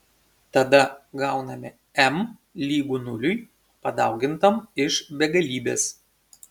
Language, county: Lithuanian, Šiauliai